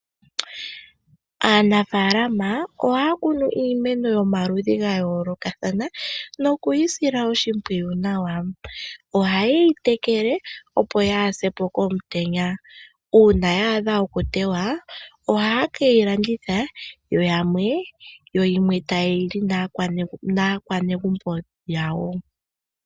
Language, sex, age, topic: Oshiwambo, male, 25-35, agriculture